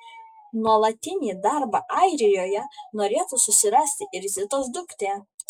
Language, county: Lithuanian, Kaunas